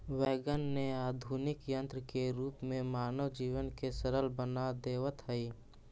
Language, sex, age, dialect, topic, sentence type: Magahi, female, 18-24, Central/Standard, banking, statement